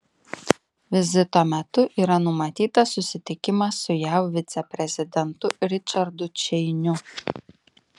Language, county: Lithuanian, Klaipėda